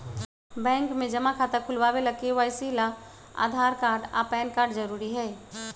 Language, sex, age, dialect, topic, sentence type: Magahi, male, 25-30, Western, banking, statement